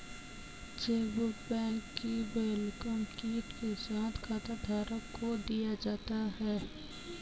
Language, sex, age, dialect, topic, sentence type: Hindi, female, 18-24, Kanauji Braj Bhasha, banking, statement